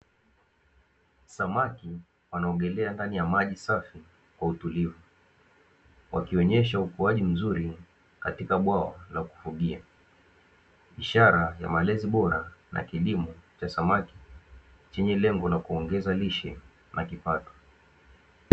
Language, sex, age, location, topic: Swahili, male, 18-24, Dar es Salaam, agriculture